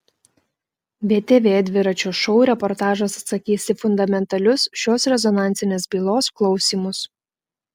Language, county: Lithuanian, Klaipėda